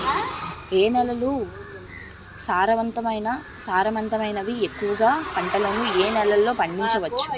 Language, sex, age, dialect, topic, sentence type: Telugu, male, 18-24, Utterandhra, agriculture, question